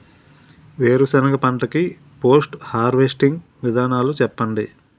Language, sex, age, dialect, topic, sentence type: Telugu, male, 36-40, Utterandhra, agriculture, question